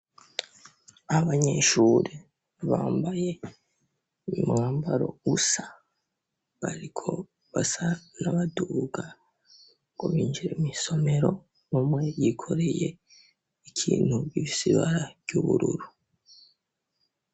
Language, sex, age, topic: Rundi, male, 18-24, education